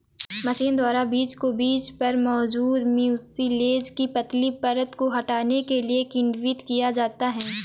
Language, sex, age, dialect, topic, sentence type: Hindi, female, 18-24, Awadhi Bundeli, agriculture, statement